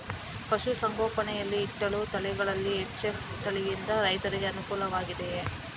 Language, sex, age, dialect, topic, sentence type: Kannada, female, 18-24, Mysore Kannada, agriculture, question